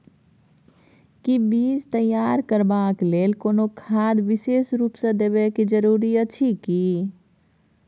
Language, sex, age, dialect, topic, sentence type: Maithili, female, 31-35, Bajjika, agriculture, question